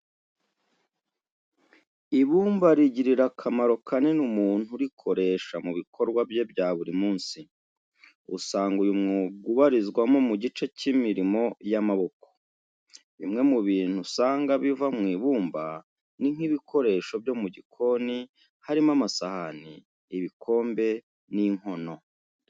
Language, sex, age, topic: Kinyarwanda, male, 36-49, education